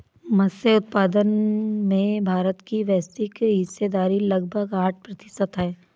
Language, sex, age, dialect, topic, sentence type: Hindi, female, 18-24, Awadhi Bundeli, agriculture, statement